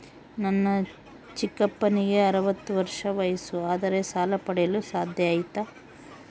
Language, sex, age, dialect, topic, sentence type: Kannada, female, 31-35, Central, banking, statement